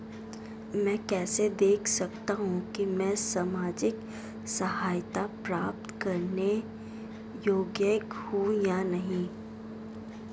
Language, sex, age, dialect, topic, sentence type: Hindi, female, 18-24, Marwari Dhudhari, banking, question